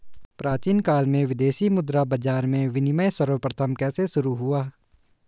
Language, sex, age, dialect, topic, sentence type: Hindi, male, 18-24, Hindustani Malvi Khadi Boli, banking, statement